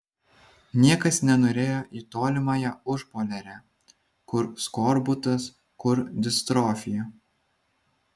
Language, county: Lithuanian, Vilnius